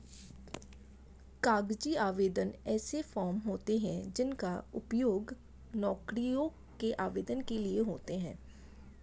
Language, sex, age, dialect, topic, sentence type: Hindi, female, 25-30, Hindustani Malvi Khadi Boli, agriculture, statement